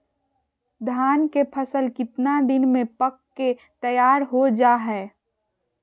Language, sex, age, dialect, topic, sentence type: Magahi, female, 41-45, Southern, agriculture, question